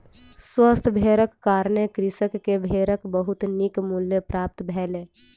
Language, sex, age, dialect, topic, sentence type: Maithili, female, 18-24, Southern/Standard, agriculture, statement